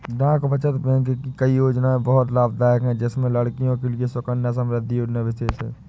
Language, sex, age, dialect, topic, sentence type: Hindi, male, 18-24, Awadhi Bundeli, banking, statement